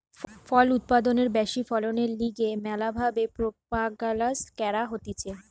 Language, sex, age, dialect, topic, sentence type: Bengali, female, 25-30, Western, agriculture, statement